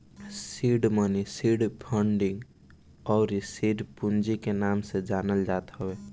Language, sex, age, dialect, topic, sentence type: Bhojpuri, male, <18, Northern, banking, statement